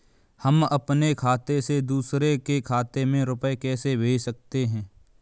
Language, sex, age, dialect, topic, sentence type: Hindi, male, 25-30, Kanauji Braj Bhasha, banking, question